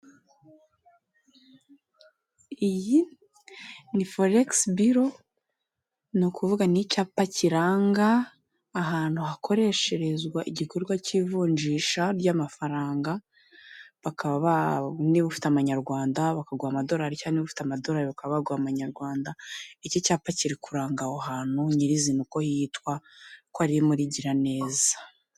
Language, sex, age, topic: Kinyarwanda, female, 25-35, finance